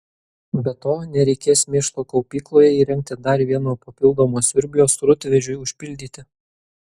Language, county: Lithuanian, Kaunas